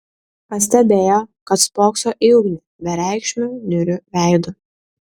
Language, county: Lithuanian, Kaunas